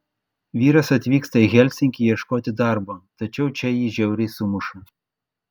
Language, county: Lithuanian, Klaipėda